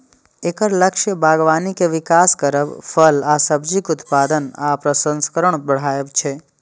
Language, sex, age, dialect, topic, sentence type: Maithili, male, 25-30, Eastern / Thethi, agriculture, statement